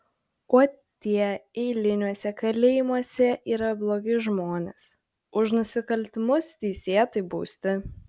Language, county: Lithuanian, Šiauliai